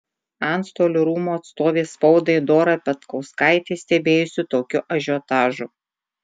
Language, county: Lithuanian, Tauragė